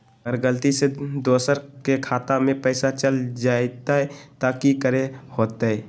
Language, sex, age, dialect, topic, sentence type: Magahi, male, 18-24, Western, banking, question